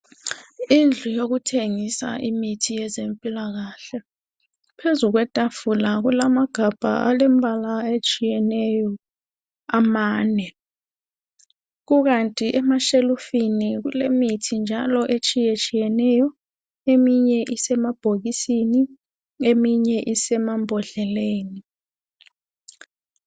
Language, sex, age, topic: North Ndebele, female, 25-35, health